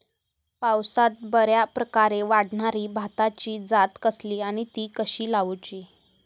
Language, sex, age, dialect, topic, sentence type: Marathi, female, 18-24, Southern Konkan, agriculture, question